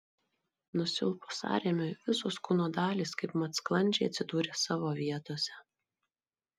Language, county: Lithuanian, Marijampolė